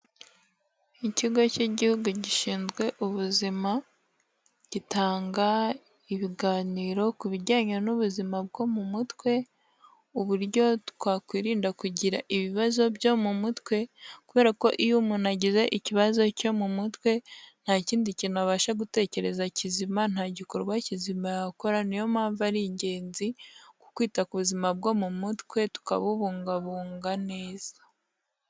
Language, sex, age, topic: Kinyarwanda, female, 18-24, health